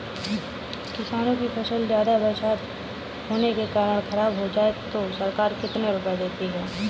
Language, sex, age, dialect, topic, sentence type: Hindi, female, 31-35, Kanauji Braj Bhasha, agriculture, question